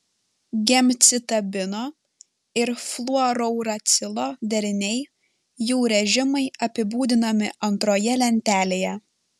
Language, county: Lithuanian, Panevėžys